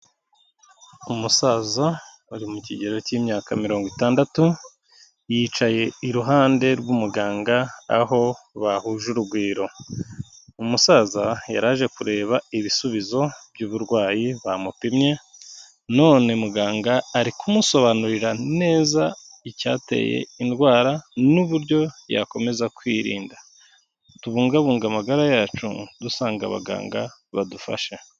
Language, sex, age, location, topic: Kinyarwanda, male, 36-49, Kigali, health